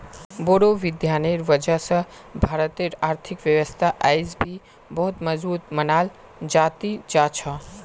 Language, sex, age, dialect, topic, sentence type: Magahi, male, 18-24, Northeastern/Surjapuri, banking, statement